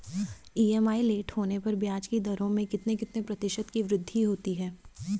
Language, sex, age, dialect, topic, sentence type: Hindi, female, 25-30, Garhwali, banking, question